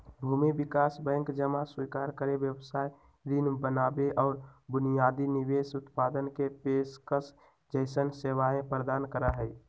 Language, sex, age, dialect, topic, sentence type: Magahi, male, 18-24, Western, banking, statement